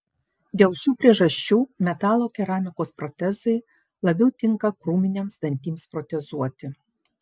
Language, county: Lithuanian, Panevėžys